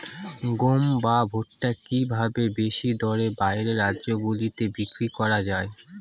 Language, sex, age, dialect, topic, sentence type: Bengali, female, 25-30, Northern/Varendri, agriculture, question